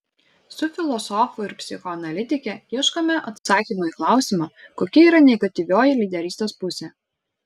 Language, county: Lithuanian, Šiauliai